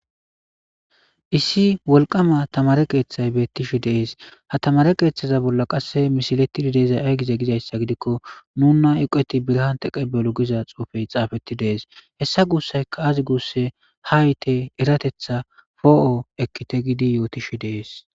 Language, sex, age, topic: Gamo, male, 25-35, government